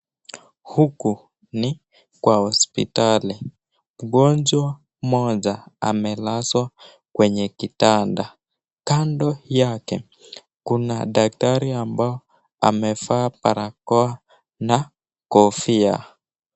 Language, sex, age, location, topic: Swahili, male, 18-24, Nakuru, health